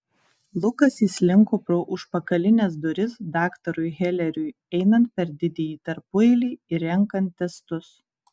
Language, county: Lithuanian, Kaunas